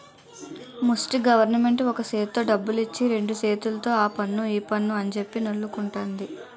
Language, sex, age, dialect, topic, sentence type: Telugu, female, 18-24, Utterandhra, banking, statement